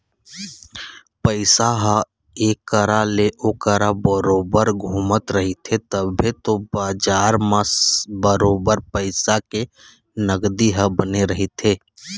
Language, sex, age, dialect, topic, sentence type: Chhattisgarhi, male, 31-35, Eastern, banking, statement